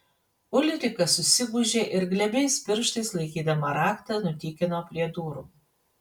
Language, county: Lithuanian, Panevėžys